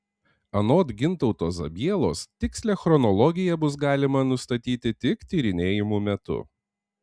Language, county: Lithuanian, Panevėžys